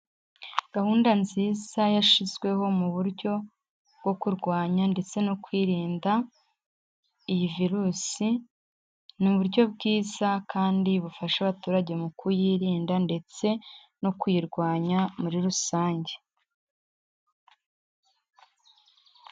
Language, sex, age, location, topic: Kinyarwanda, female, 18-24, Huye, health